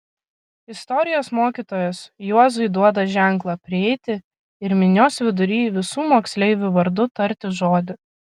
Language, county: Lithuanian, Kaunas